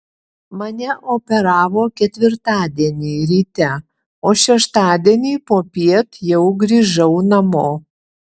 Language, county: Lithuanian, Utena